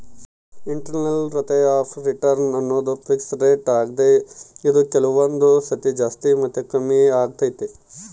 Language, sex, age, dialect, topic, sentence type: Kannada, male, 31-35, Central, banking, statement